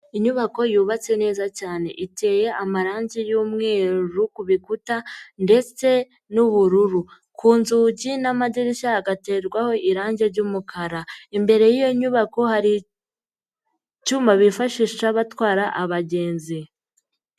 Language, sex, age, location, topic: Kinyarwanda, female, 50+, Nyagatare, education